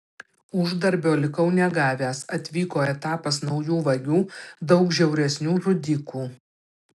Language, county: Lithuanian, Panevėžys